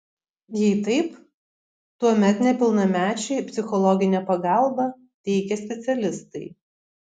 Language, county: Lithuanian, Kaunas